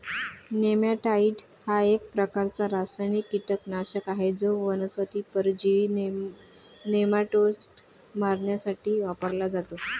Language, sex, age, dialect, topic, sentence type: Marathi, male, 31-35, Varhadi, agriculture, statement